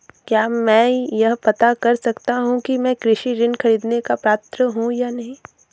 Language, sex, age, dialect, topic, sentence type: Hindi, female, 18-24, Awadhi Bundeli, banking, question